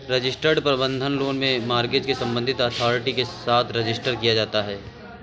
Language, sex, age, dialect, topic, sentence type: Hindi, male, 31-35, Awadhi Bundeli, banking, statement